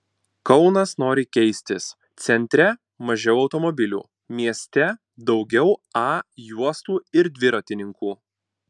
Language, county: Lithuanian, Panevėžys